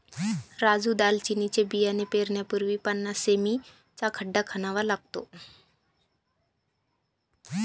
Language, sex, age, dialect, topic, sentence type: Marathi, female, 25-30, Northern Konkan, agriculture, statement